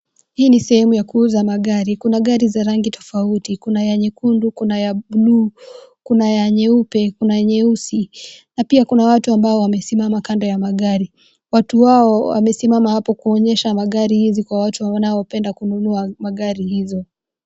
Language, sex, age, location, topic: Swahili, female, 18-24, Nakuru, finance